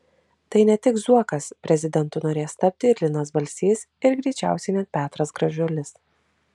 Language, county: Lithuanian, Kaunas